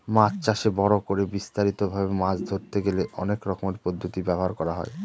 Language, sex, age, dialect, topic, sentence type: Bengali, male, 18-24, Northern/Varendri, agriculture, statement